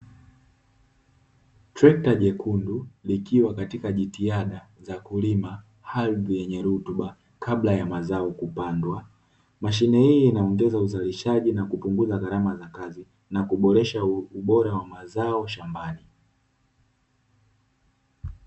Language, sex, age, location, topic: Swahili, male, 18-24, Dar es Salaam, agriculture